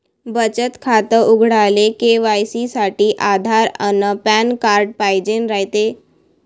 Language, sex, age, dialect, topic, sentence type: Marathi, female, 25-30, Varhadi, banking, statement